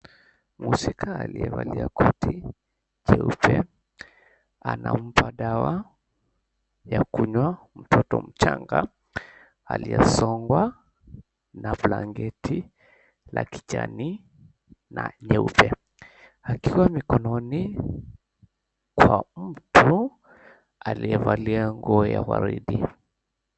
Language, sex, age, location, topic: Swahili, male, 18-24, Mombasa, health